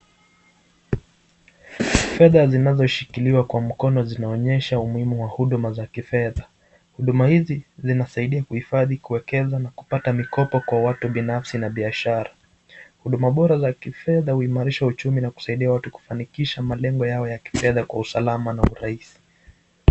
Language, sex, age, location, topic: Swahili, male, 25-35, Nakuru, finance